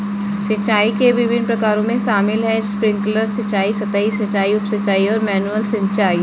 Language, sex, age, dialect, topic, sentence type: Hindi, female, 31-35, Kanauji Braj Bhasha, agriculture, statement